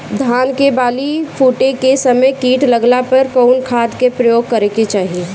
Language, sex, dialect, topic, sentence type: Bhojpuri, female, Northern, agriculture, question